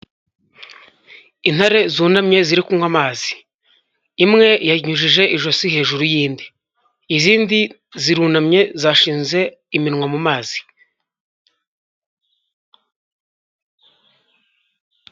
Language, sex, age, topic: Kinyarwanda, male, 25-35, agriculture